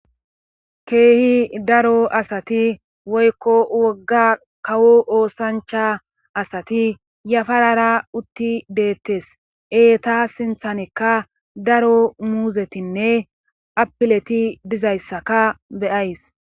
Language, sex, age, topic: Gamo, female, 25-35, government